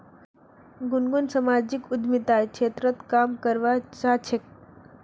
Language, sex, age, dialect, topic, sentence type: Magahi, female, 25-30, Northeastern/Surjapuri, banking, statement